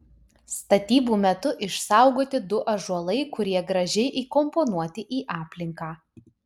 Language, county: Lithuanian, Utena